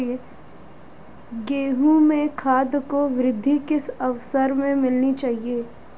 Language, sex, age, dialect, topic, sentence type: Hindi, female, 18-24, Marwari Dhudhari, agriculture, question